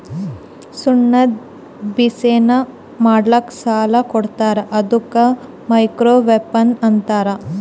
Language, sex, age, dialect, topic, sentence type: Kannada, female, 18-24, Northeastern, banking, statement